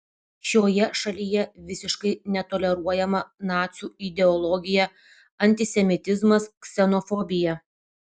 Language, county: Lithuanian, Vilnius